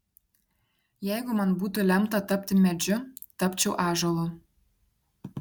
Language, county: Lithuanian, Šiauliai